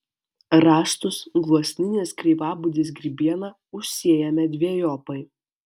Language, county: Lithuanian, Alytus